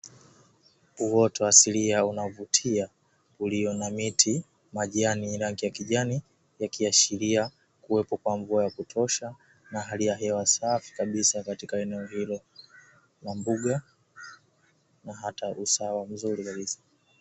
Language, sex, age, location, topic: Swahili, male, 18-24, Dar es Salaam, agriculture